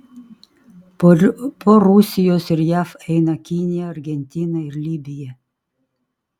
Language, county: Lithuanian, Kaunas